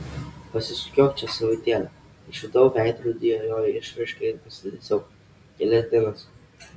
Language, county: Lithuanian, Kaunas